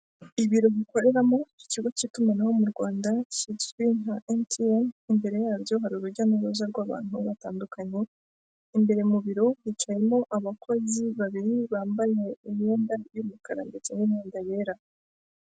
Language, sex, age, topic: Kinyarwanda, female, 25-35, finance